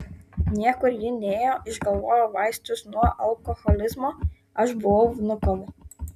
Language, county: Lithuanian, Kaunas